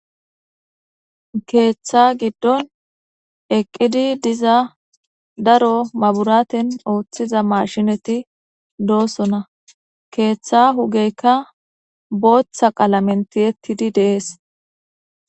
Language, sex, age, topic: Gamo, female, 25-35, government